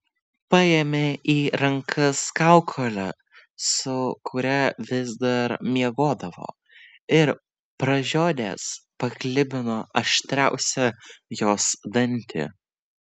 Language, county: Lithuanian, Vilnius